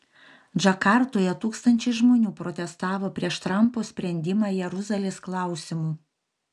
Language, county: Lithuanian, Panevėžys